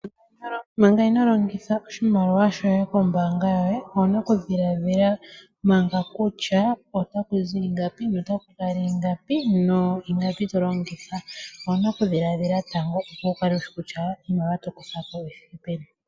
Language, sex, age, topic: Oshiwambo, female, 18-24, finance